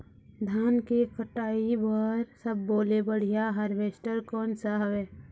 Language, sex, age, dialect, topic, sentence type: Chhattisgarhi, female, 51-55, Eastern, agriculture, question